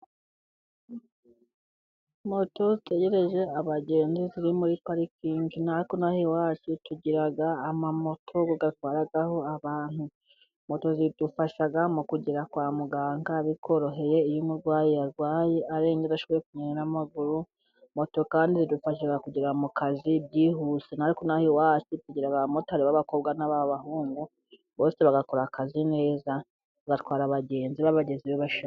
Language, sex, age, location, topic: Kinyarwanda, female, 36-49, Burera, government